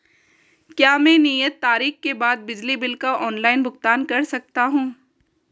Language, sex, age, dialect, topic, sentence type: Hindi, female, 18-24, Marwari Dhudhari, banking, question